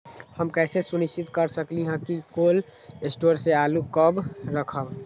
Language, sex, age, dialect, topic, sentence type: Magahi, male, 18-24, Western, agriculture, question